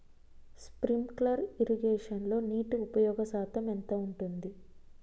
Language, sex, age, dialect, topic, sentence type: Telugu, female, 25-30, Utterandhra, agriculture, question